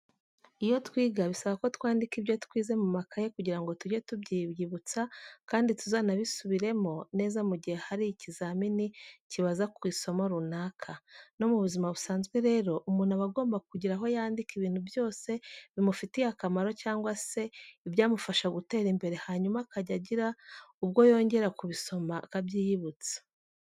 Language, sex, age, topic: Kinyarwanda, female, 25-35, education